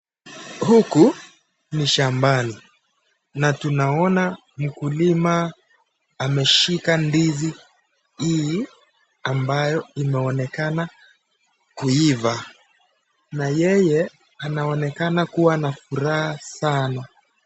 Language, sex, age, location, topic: Swahili, male, 25-35, Nakuru, agriculture